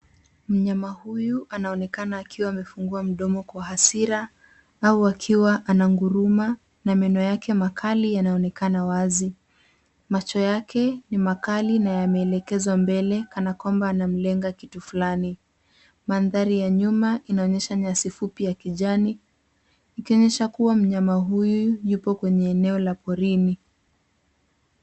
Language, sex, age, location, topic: Swahili, female, 18-24, Nairobi, government